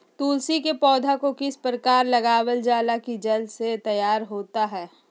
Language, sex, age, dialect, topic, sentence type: Magahi, female, 36-40, Southern, agriculture, question